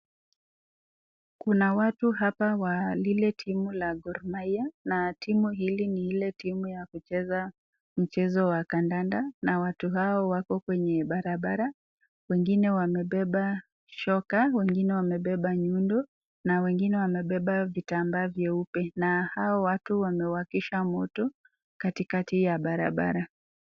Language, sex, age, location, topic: Swahili, female, 36-49, Nakuru, government